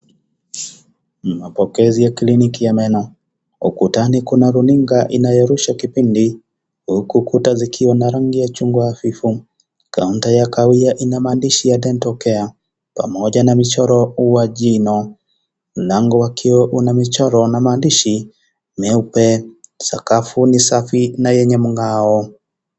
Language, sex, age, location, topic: Swahili, male, 25-35, Kisii, health